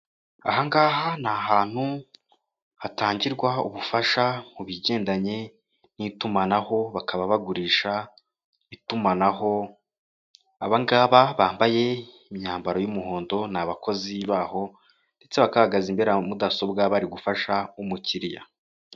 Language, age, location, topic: Kinyarwanda, 18-24, Kigali, finance